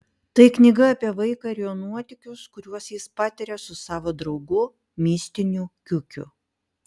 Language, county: Lithuanian, Panevėžys